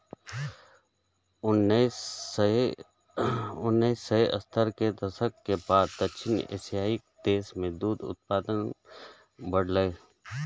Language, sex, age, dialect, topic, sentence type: Maithili, male, 36-40, Eastern / Thethi, agriculture, statement